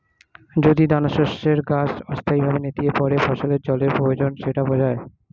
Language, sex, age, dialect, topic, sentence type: Bengali, male, 25-30, Standard Colloquial, agriculture, statement